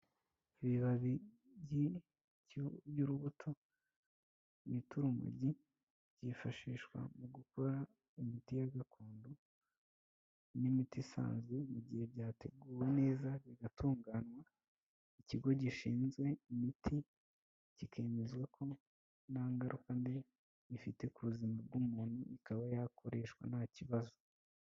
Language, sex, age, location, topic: Kinyarwanda, male, 25-35, Kigali, health